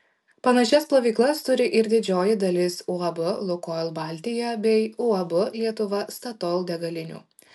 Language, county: Lithuanian, Šiauliai